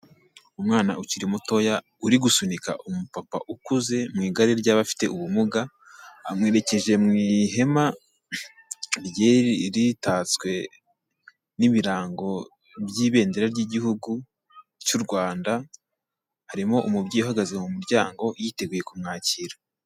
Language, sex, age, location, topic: Kinyarwanda, male, 18-24, Kigali, health